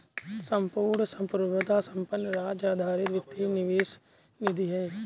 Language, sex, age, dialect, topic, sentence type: Hindi, male, 18-24, Awadhi Bundeli, banking, statement